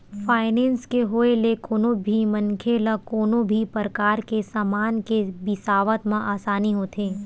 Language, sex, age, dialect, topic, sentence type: Chhattisgarhi, female, 18-24, Western/Budati/Khatahi, banking, statement